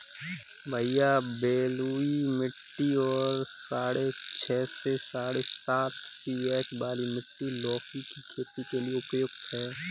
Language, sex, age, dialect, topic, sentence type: Hindi, male, 18-24, Kanauji Braj Bhasha, agriculture, statement